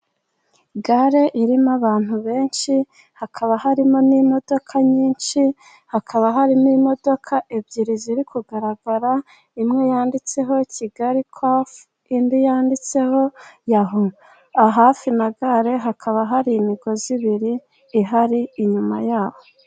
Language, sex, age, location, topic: Kinyarwanda, female, 25-35, Musanze, government